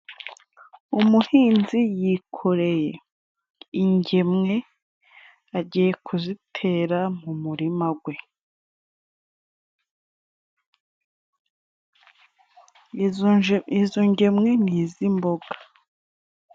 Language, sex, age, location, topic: Kinyarwanda, female, 25-35, Musanze, agriculture